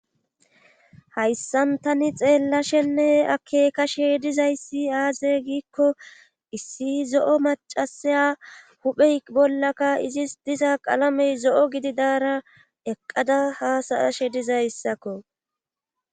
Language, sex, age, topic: Gamo, female, 25-35, government